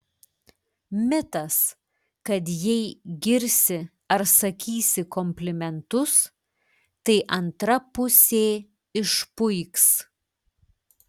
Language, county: Lithuanian, Klaipėda